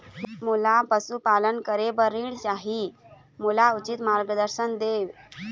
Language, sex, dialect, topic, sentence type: Chhattisgarhi, female, Eastern, banking, question